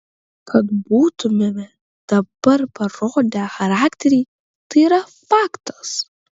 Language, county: Lithuanian, Kaunas